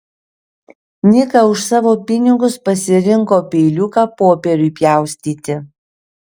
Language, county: Lithuanian, Šiauliai